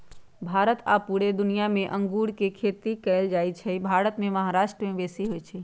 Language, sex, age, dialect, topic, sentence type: Magahi, female, 46-50, Western, agriculture, statement